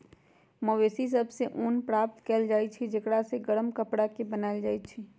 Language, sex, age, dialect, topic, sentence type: Magahi, female, 31-35, Western, agriculture, statement